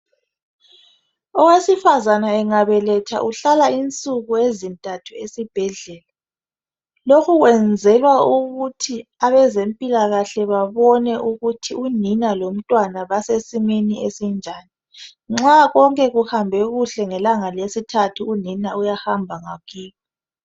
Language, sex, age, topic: North Ndebele, male, 25-35, health